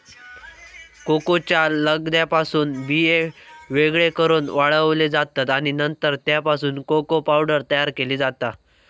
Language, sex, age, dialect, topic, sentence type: Marathi, male, 18-24, Southern Konkan, agriculture, statement